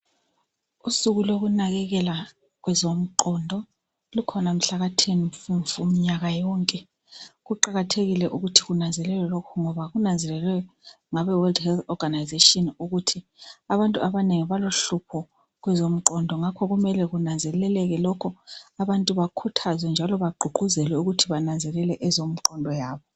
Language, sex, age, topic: North Ndebele, female, 36-49, health